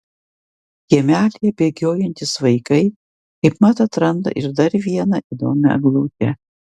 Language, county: Lithuanian, Vilnius